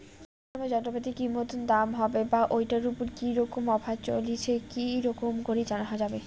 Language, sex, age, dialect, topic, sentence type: Bengali, female, 18-24, Rajbangshi, agriculture, question